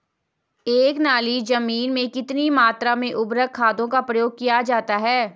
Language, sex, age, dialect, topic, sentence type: Hindi, female, 18-24, Garhwali, agriculture, question